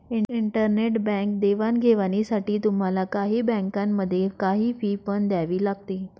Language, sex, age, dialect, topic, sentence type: Marathi, female, 25-30, Northern Konkan, banking, statement